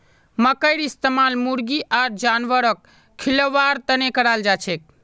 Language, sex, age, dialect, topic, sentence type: Magahi, male, 41-45, Northeastern/Surjapuri, agriculture, statement